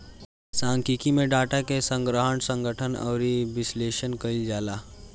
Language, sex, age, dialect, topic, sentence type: Bhojpuri, male, <18, Northern, banking, statement